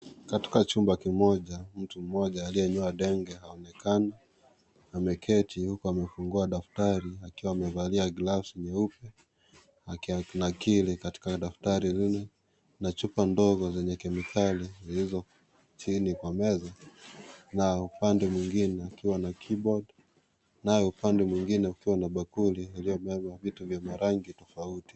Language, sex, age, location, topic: Swahili, male, 25-35, Kisii, health